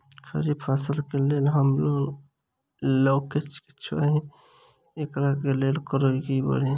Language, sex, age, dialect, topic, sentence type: Maithili, male, 18-24, Southern/Standard, agriculture, question